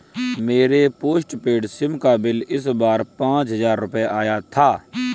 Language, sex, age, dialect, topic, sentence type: Hindi, male, 25-30, Kanauji Braj Bhasha, banking, statement